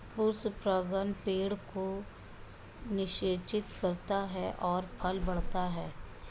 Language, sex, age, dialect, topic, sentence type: Hindi, male, 56-60, Marwari Dhudhari, agriculture, statement